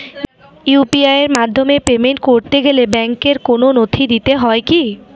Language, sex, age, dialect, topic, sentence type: Bengali, female, 41-45, Rajbangshi, banking, question